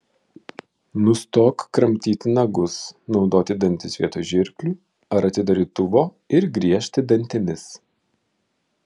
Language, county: Lithuanian, Vilnius